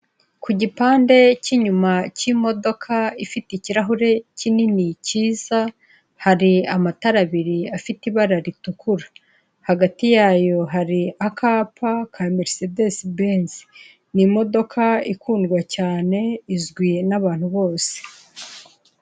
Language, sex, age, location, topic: Kinyarwanda, female, 25-35, Kigali, finance